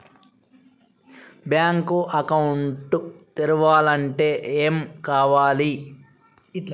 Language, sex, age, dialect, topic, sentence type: Telugu, male, 36-40, Telangana, banking, question